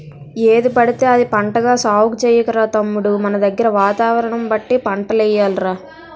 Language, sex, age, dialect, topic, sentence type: Telugu, female, 18-24, Utterandhra, agriculture, statement